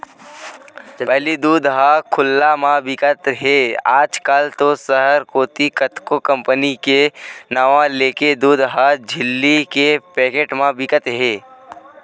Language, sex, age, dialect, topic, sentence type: Chhattisgarhi, male, 18-24, Western/Budati/Khatahi, agriculture, statement